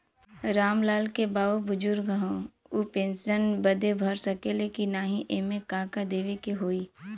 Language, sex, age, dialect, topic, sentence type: Bhojpuri, female, 18-24, Western, banking, question